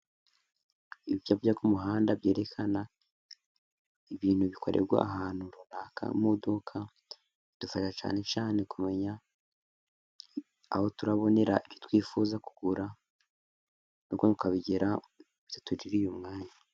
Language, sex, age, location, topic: Kinyarwanda, male, 18-24, Musanze, finance